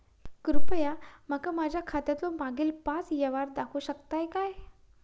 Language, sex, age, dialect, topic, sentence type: Marathi, female, 41-45, Southern Konkan, banking, statement